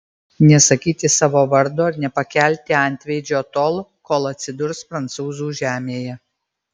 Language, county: Lithuanian, Marijampolė